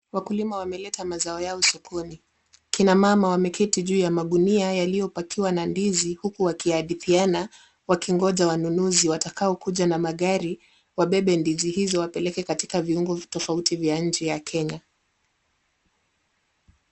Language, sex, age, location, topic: Swahili, female, 18-24, Kisumu, agriculture